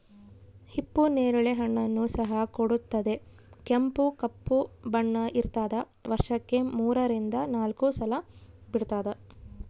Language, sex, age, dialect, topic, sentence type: Kannada, female, 25-30, Central, agriculture, statement